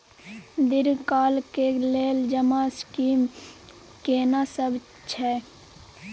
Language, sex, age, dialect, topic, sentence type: Maithili, female, 25-30, Bajjika, banking, question